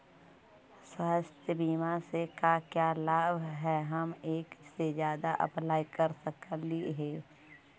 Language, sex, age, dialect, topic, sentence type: Magahi, male, 31-35, Central/Standard, banking, question